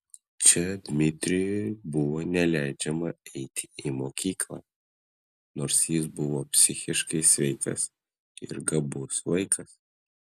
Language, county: Lithuanian, Klaipėda